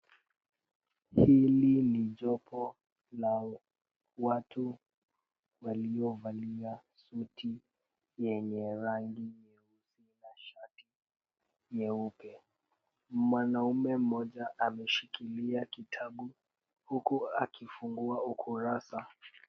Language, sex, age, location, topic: Swahili, female, 36-49, Kisumu, government